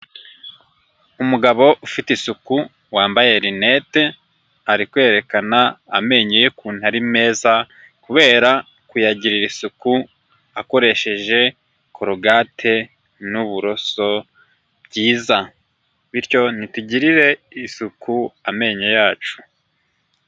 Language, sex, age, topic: Kinyarwanda, male, 25-35, health